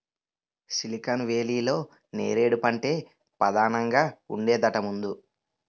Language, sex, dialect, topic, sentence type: Telugu, male, Utterandhra, agriculture, statement